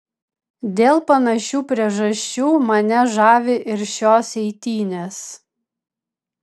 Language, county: Lithuanian, Vilnius